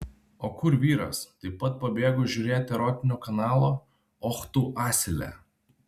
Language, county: Lithuanian, Vilnius